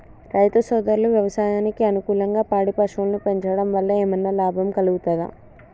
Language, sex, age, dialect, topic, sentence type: Telugu, male, 18-24, Telangana, agriculture, question